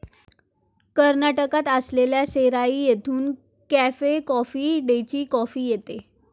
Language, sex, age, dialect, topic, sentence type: Marathi, female, 18-24, Standard Marathi, agriculture, statement